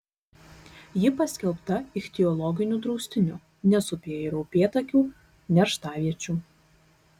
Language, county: Lithuanian, Kaunas